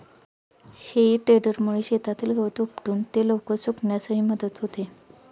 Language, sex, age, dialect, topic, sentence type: Marathi, female, 31-35, Standard Marathi, agriculture, statement